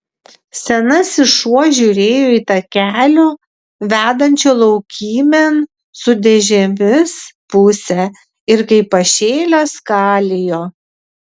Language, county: Lithuanian, Vilnius